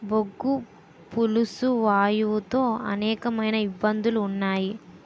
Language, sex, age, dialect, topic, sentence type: Telugu, female, 18-24, Utterandhra, agriculture, statement